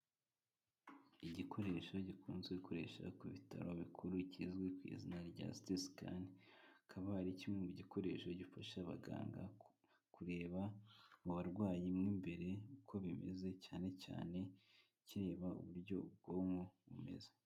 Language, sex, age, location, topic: Kinyarwanda, male, 25-35, Kigali, health